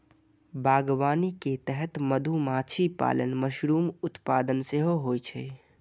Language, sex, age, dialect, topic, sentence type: Maithili, male, 41-45, Eastern / Thethi, agriculture, statement